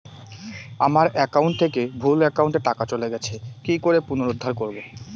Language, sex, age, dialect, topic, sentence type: Bengali, male, 18-24, Rajbangshi, banking, question